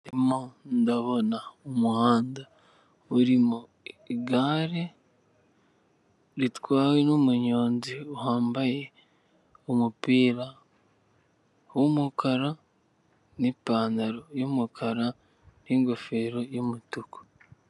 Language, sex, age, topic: Kinyarwanda, male, 18-24, government